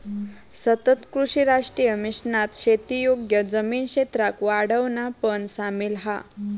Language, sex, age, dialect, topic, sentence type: Marathi, female, 18-24, Southern Konkan, agriculture, statement